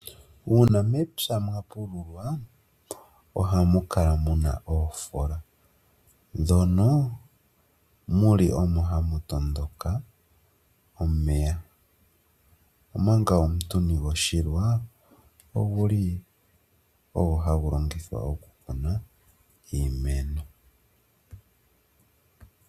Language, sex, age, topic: Oshiwambo, male, 25-35, agriculture